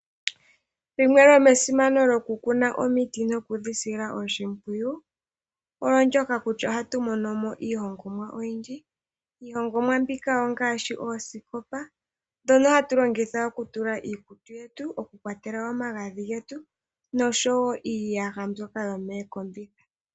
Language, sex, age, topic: Oshiwambo, female, 18-24, finance